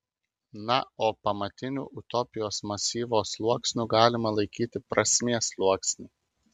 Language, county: Lithuanian, Kaunas